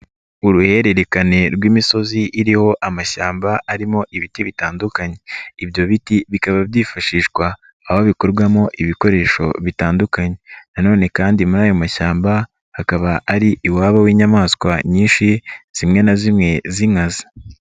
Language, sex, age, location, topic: Kinyarwanda, male, 25-35, Nyagatare, agriculture